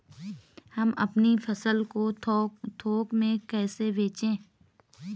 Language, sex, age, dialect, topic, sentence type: Hindi, female, 31-35, Garhwali, agriculture, question